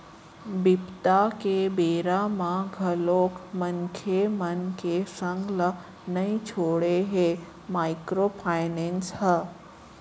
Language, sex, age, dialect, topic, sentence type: Chhattisgarhi, female, 18-24, Central, banking, statement